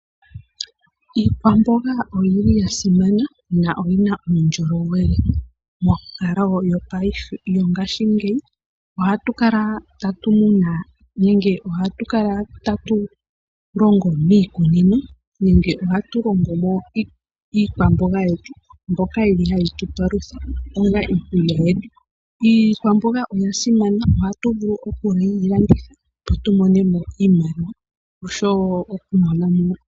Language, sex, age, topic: Oshiwambo, female, 25-35, agriculture